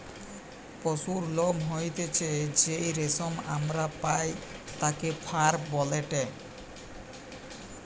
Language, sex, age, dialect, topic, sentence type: Bengali, male, 18-24, Western, agriculture, statement